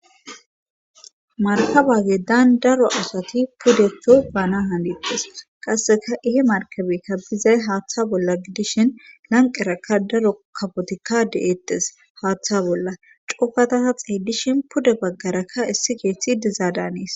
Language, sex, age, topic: Gamo, female, 18-24, government